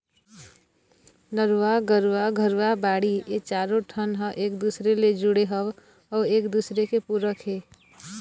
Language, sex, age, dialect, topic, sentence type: Chhattisgarhi, female, 25-30, Eastern, agriculture, statement